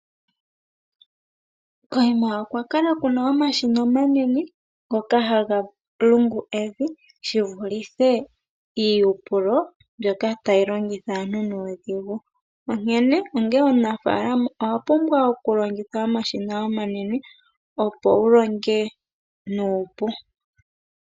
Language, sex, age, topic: Oshiwambo, female, 18-24, agriculture